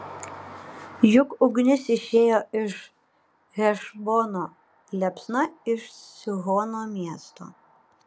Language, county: Lithuanian, Panevėžys